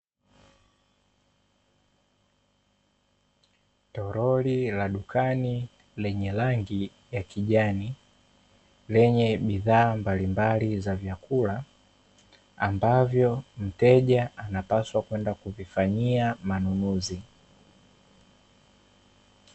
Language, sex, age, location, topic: Swahili, male, 18-24, Dar es Salaam, finance